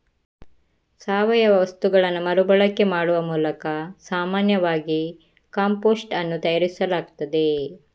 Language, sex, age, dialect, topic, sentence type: Kannada, female, 25-30, Coastal/Dakshin, agriculture, statement